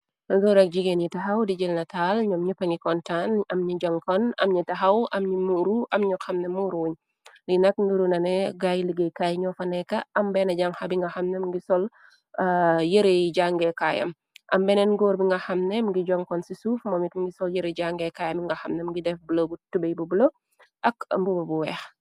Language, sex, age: Wolof, female, 36-49